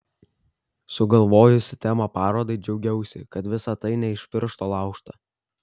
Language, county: Lithuanian, Kaunas